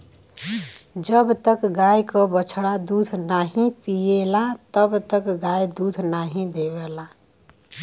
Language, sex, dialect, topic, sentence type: Bhojpuri, female, Western, agriculture, statement